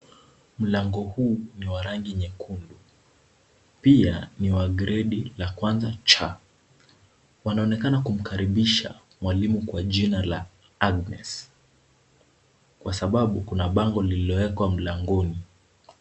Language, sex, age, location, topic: Swahili, male, 18-24, Kisumu, education